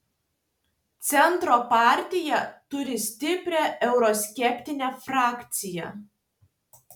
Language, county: Lithuanian, Tauragė